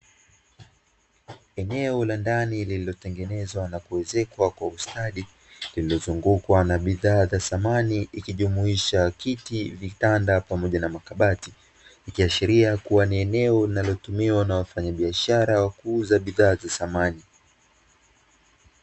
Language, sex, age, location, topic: Swahili, male, 25-35, Dar es Salaam, finance